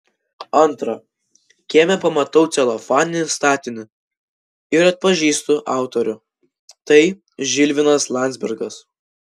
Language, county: Lithuanian, Vilnius